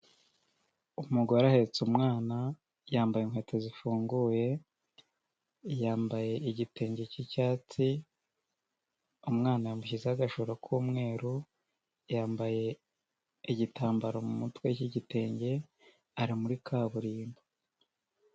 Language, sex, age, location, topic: Kinyarwanda, male, 18-24, Nyagatare, government